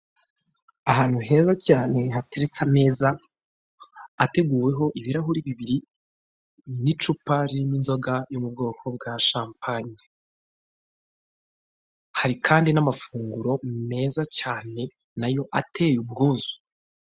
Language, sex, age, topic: Kinyarwanda, male, 36-49, finance